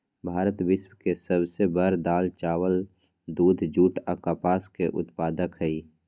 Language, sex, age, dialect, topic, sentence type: Magahi, male, 18-24, Western, agriculture, statement